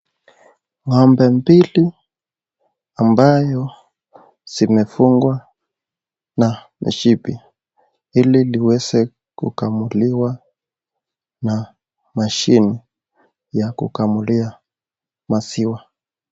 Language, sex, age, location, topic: Swahili, male, 18-24, Nakuru, agriculture